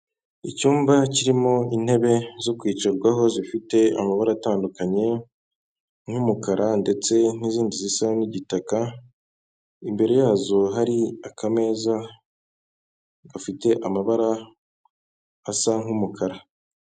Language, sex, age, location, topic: Kinyarwanda, female, 25-35, Kigali, finance